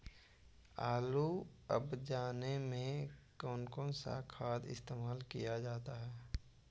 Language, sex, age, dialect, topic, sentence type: Magahi, male, 18-24, Central/Standard, agriculture, question